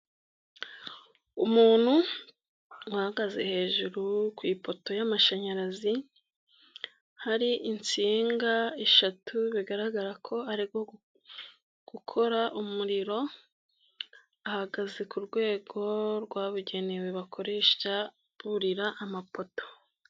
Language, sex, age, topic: Kinyarwanda, female, 25-35, government